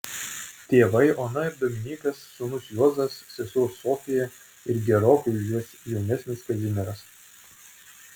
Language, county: Lithuanian, Vilnius